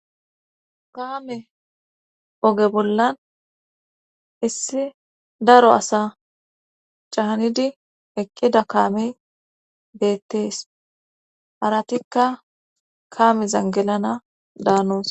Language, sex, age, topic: Gamo, female, 25-35, government